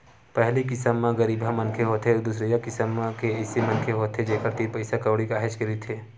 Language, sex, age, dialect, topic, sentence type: Chhattisgarhi, male, 18-24, Western/Budati/Khatahi, banking, statement